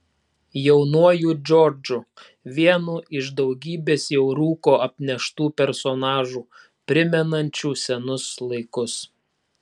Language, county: Lithuanian, Klaipėda